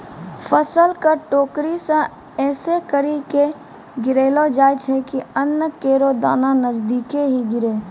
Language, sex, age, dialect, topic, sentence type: Maithili, female, 18-24, Angika, agriculture, statement